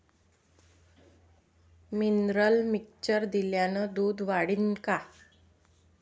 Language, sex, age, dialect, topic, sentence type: Marathi, female, 25-30, Varhadi, agriculture, question